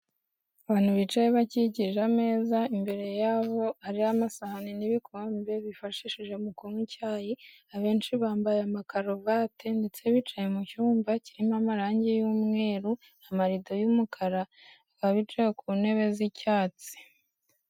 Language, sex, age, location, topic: Kinyarwanda, female, 18-24, Kigali, health